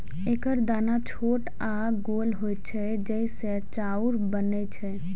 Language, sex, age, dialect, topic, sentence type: Maithili, female, 18-24, Eastern / Thethi, agriculture, statement